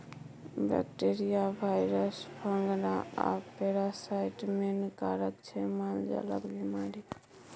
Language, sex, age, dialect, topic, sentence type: Maithili, female, 18-24, Bajjika, agriculture, statement